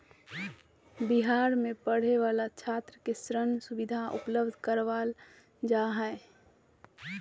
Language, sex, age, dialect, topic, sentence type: Magahi, female, 31-35, Southern, banking, statement